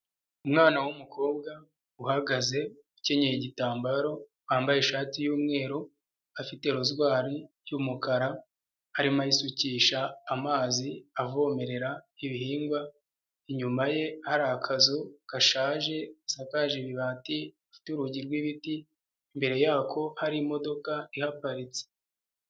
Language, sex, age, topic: Kinyarwanda, male, 25-35, agriculture